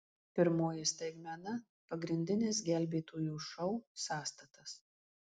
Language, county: Lithuanian, Marijampolė